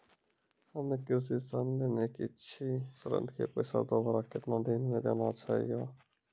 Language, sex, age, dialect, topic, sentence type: Maithili, male, 46-50, Angika, banking, question